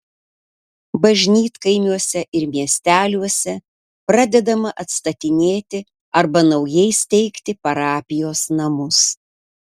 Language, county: Lithuanian, Panevėžys